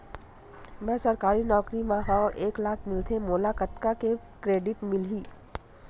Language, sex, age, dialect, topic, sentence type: Chhattisgarhi, female, 41-45, Western/Budati/Khatahi, banking, question